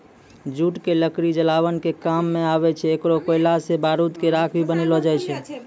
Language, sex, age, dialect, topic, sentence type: Maithili, male, 25-30, Angika, agriculture, statement